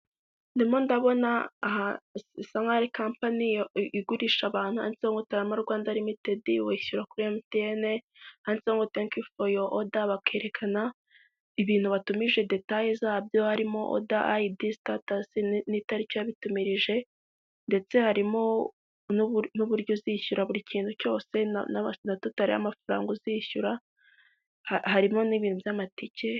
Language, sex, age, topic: Kinyarwanda, female, 18-24, finance